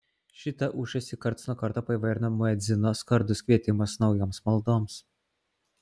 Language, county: Lithuanian, Klaipėda